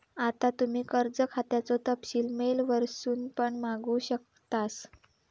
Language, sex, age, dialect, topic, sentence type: Marathi, female, 18-24, Southern Konkan, banking, statement